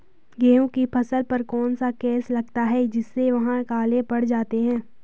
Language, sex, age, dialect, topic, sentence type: Hindi, female, 18-24, Garhwali, agriculture, question